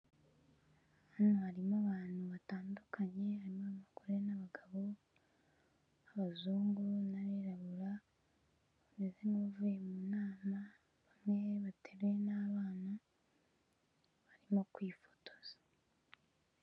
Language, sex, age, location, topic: Kinyarwanda, female, 18-24, Kigali, health